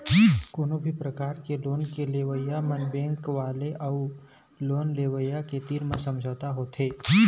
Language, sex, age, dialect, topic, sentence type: Chhattisgarhi, male, 18-24, Eastern, banking, statement